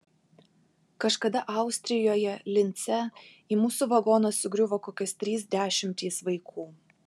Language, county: Lithuanian, Vilnius